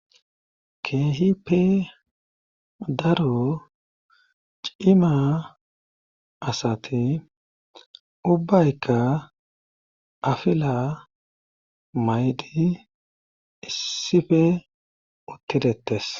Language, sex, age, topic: Gamo, male, 18-24, government